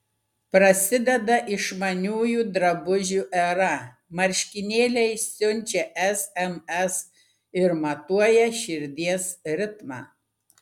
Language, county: Lithuanian, Klaipėda